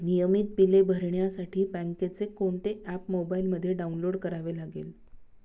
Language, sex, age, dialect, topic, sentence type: Marathi, female, 36-40, Standard Marathi, banking, question